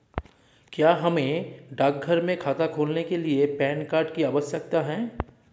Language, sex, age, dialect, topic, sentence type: Hindi, male, 31-35, Marwari Dhudhari, banking, question